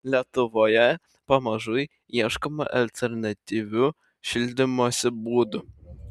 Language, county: Lithuanian, Šiauliai